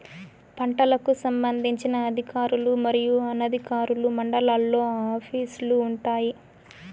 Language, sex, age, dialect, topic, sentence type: Telugu, female, 18-24, Southern, agriculture, question